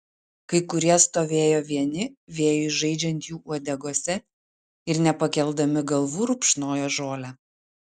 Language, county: Lithuanian, Utena